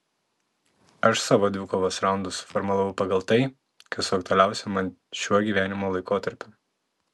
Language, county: Lithuanian, Telšiai